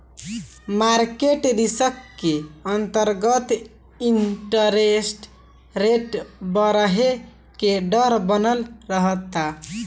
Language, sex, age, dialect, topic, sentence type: Bhojpuri, male, <18, Southern / Standard, banking, statement